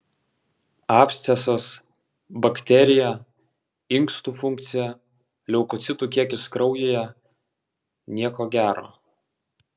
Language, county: Lithuanian, Vilnius